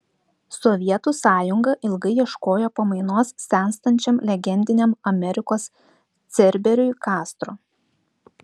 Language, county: Lithuanian, Klaipėda